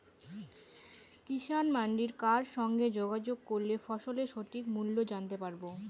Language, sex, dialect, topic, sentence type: Bengali, female, Rajbangshi, agriculture, question